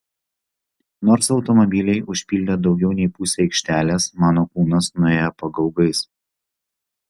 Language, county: Lithuanian, Vilnius